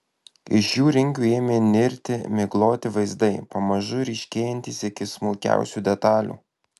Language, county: Lithuanian, Alytus